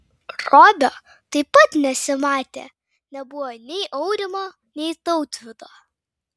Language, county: Lithuanian, Vilnius